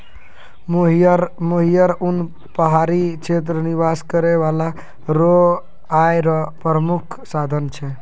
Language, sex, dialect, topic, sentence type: Maithili, male, Angika, agriculture, statement